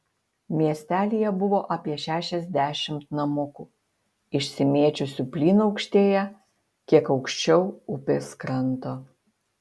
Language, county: Lithuanian, Utena